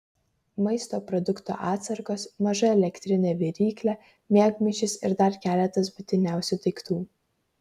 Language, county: Lithuanian, Kaunas